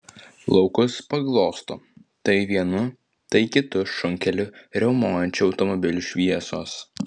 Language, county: Lithuanian, Vilnius